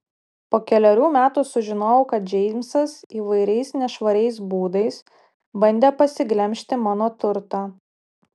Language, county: Lithuanian, Utena